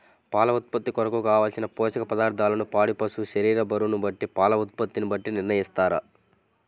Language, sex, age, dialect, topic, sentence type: Telugu, male, 18-24, Central/Coastal, agriculture, question